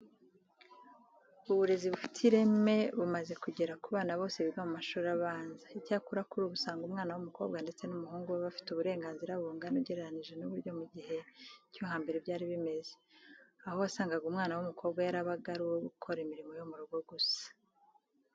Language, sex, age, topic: Kinyarwanda, female, 36-49, education